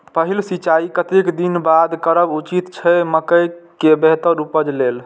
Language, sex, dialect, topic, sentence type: Maithili, male, Eastern / Thethi, agriculture, question